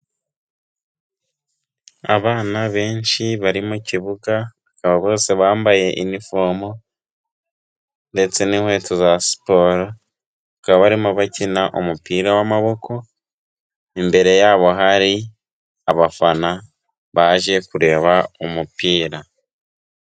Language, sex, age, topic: Kinyarwanda, male, 18-24, health